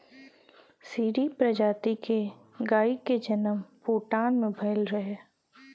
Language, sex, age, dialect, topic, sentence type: Bhojpuri, female, 25-30, Western, agriculture, statement